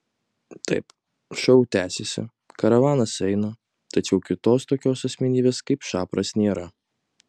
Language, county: Lithuanian, Kaunas